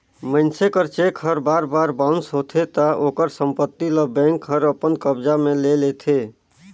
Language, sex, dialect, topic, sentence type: Chhattisgarhi, male, Northern/Bhandar, banking, statement